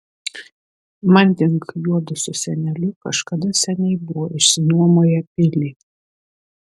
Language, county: Lithuanian, Vilnius